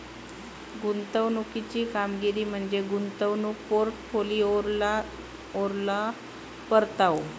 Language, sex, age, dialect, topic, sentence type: Marathi, female, 56-60, Southern Konkan, banking, statement